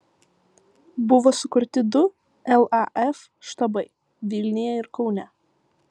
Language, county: Lithuanian, Vilnius